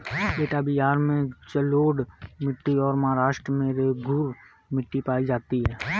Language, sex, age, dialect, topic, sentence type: Hindi, male, 18-24, Awadhi Bundeli, agriculture, statement